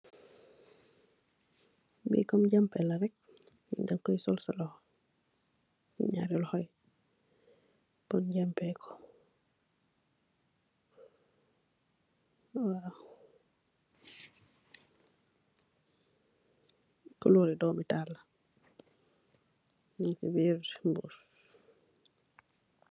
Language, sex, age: Wolof, female, 25-35